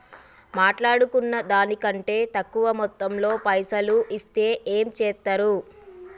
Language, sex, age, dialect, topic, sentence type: Telugu, female, 36-40, Telangana, banking, question